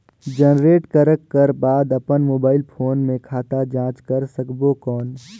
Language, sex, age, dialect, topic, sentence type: Chhattisgarhi, male, 18-24, Northern/Bhandar, banking, question